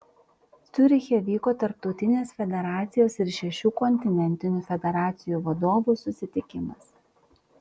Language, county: Lithuanian, Vilnius